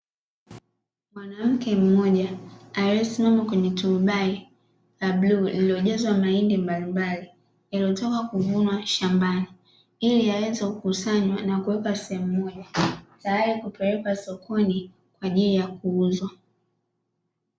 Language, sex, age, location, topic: Swahili, female, 25-35, Dar es Salaam, agriculture